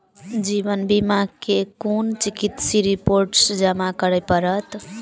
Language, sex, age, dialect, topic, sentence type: Maithili, female, 18-24, Southern/Standard, banking, question